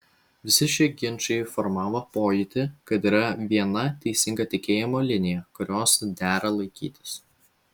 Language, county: Lithuanian, Vilnius